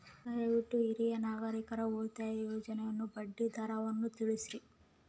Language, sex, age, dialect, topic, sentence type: Kannada, female, 25-30, Central, banking, statement